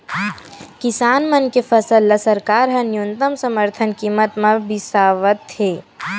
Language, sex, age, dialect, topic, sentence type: Chhattisgarhi, female, 18-24, Western/Budati/Khatahi, agriculture, statement